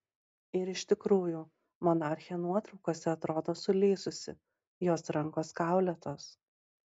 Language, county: Lithuanian, Marijampolė